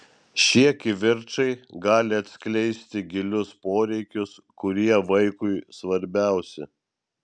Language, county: Lithuanian, Vilnius